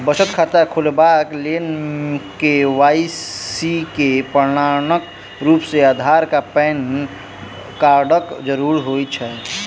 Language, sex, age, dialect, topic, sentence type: Maithili, male, 18-24, Southern/Standard, banking, statement